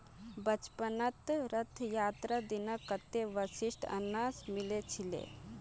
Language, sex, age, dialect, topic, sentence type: Magahi, female, 18-24, Northeastern/Surjapuri, agriculture, statement